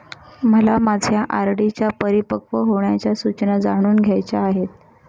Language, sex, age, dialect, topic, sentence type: Marathi, female, 31-35, Northern Konkan, banking, statement